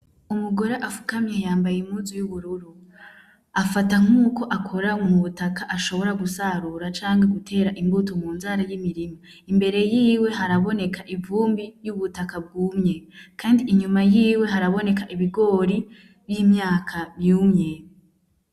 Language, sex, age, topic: Rundi, female, 18-24, agriculture